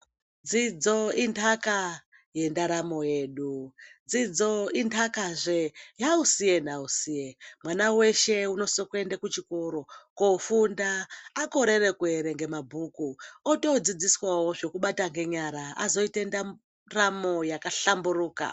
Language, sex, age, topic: Ndau, male, 18-24, education